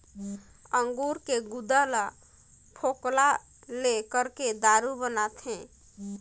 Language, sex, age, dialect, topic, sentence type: Chhattisgarhi, female, 25-30, Northern/Bhandar, agriculture, statement